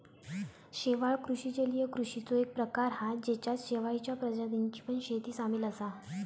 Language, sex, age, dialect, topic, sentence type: Marathi, female, 18-24, Southern Konkan, agriculture, statement